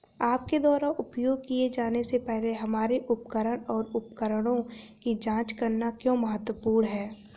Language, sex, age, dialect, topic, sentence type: Hindi, female, 18-24, Hindustani Malvi Khadi Boli, agriculture, question